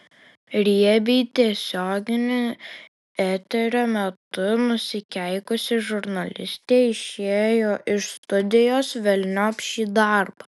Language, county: Lithuanian, Alytus